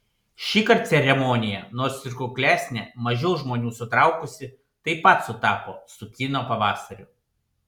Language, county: Lithuanian, Panevėžys